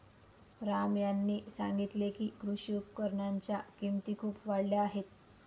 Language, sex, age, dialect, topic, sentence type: Marathi, female, 25-30, Northern Konkan, agriculture, statement